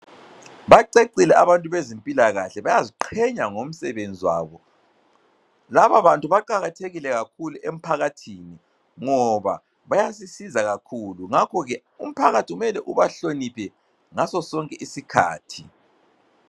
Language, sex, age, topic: North Ndebele, female, 36-49, health